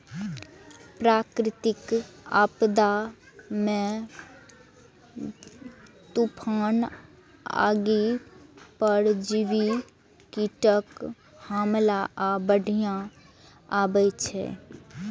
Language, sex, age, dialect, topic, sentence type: Maithili, female, 18-24, Eastern / Thethi, agriculture, statement